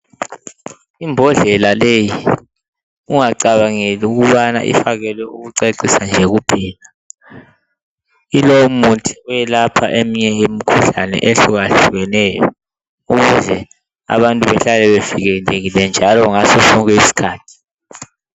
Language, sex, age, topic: North Ndebele, male, 18-24, health